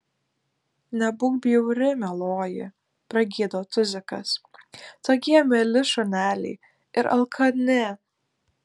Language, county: Lithuanian, Klaipėda